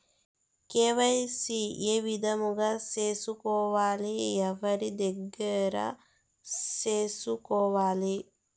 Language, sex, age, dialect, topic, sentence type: Telugu, male, 18-24, Southern, banking, question